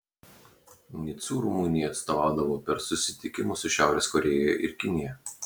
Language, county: Lithuanian, Klaipėda